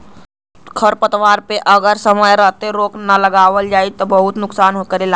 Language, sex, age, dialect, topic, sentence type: Bhojpuri, male, <18, Western, agriculture, statement